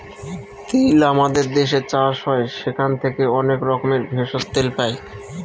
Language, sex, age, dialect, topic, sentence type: Bengali, male, 36-40, Northern/Varendri, agriculture, statement